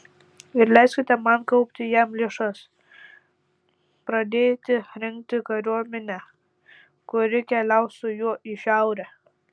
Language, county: Lithuanian, Tauragė